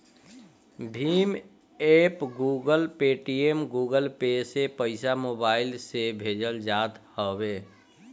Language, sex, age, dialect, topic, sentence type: Bhojpuri, female, 25-30, Northern, banking, statement